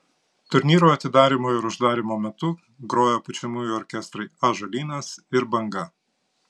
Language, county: Lithuanian, Panevėžys